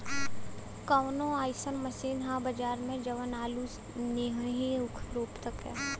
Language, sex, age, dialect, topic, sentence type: Bhojpuri, female, 18-24, Western, agriculture, question